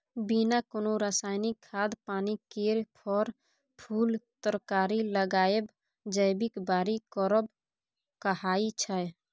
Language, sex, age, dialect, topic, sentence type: Maithili, female, 18-24, Bajjika, agriculture, statement